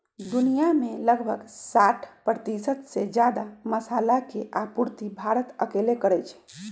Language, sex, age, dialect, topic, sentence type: Magahi, female, 46-50, Western, agriculture, statement